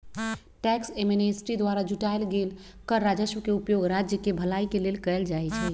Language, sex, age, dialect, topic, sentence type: Magahi, female, 36-40, Western, banking, statement